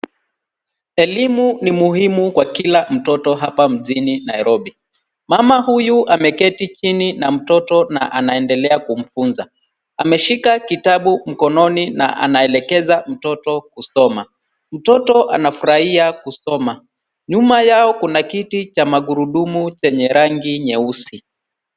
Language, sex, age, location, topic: Swahili, male, 36-49, Nairobi, education